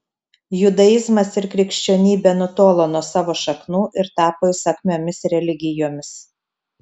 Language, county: Lithuanian, Telšiai